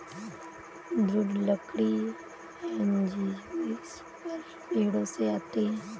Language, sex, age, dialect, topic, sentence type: Hindi, female, 18-24, Awadhi Bundeli, agriculture, statement